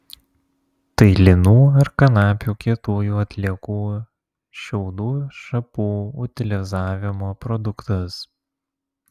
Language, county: Lithuanian, Vilnius